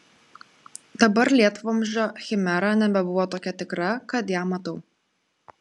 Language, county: Lithuanian, Klaipėda